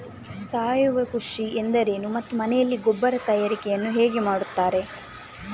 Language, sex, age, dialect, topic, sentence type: Kannada, female, 31-35, Coastal/Dakshin, agriculture, question